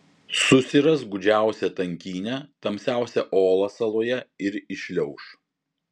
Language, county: Lithuanian, Vilnius